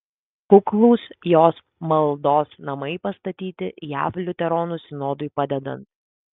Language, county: Lithuanian, Kaunas